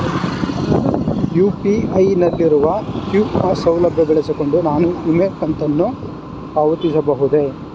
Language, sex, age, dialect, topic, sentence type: Kannada, male, 41-45, Mysore Kannada, banking, question